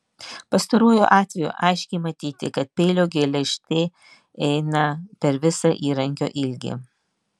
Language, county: Lithuanian, Vilnius